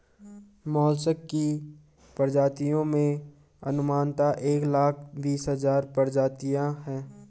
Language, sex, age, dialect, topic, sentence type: Hindi, male, 18-24, Garhwali, agriculture, statement